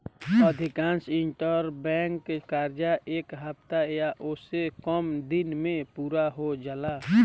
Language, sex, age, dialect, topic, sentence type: Bhojpuri, male, 18-24, Southern / Standard, banking, statement